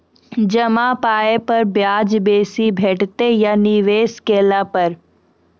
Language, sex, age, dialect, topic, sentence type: Maithili, female, 41-45, Angika, banking, question